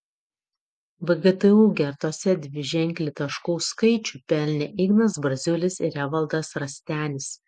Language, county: Lithuanian, Utena